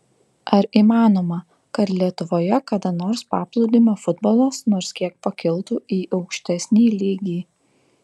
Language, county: Lithuanian, Klaipėda